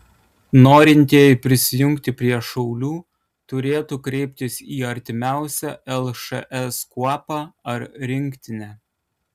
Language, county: Lithuanian, Kaunas